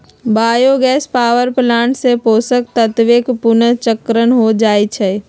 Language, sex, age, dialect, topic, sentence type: Magahi, female, 31-35, Western, agriculture, statement